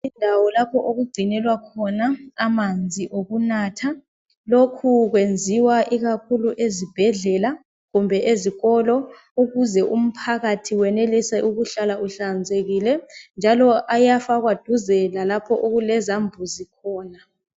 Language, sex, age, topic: North Ndebele, male, 25-35, education